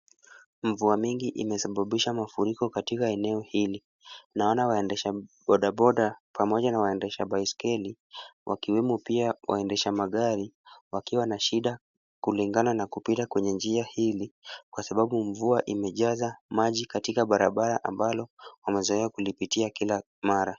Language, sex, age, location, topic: Swahili, male, 18-24, Kisumu, health